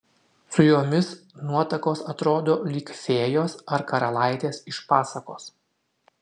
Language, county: Lithuanian, Utena